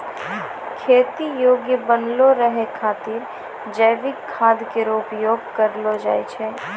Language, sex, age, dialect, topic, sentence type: Maithili, female, 18-24, Angika, agriculture, statement